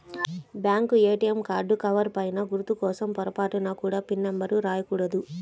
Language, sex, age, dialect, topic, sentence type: Telugu, female, 31-35, Central/Coastal, banking, statement